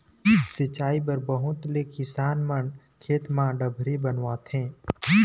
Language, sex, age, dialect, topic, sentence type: Chhattisgarhi, male, 18-24, Eastern, agriculture, statement